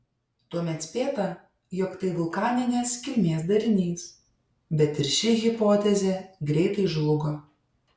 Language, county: Lithuanian, Šiauliai